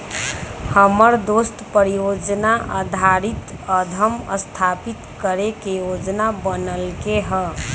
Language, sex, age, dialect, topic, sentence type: Magahi, female, 25-30, Western, banking, statement